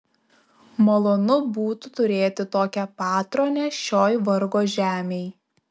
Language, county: Lithuanian, Šiauliai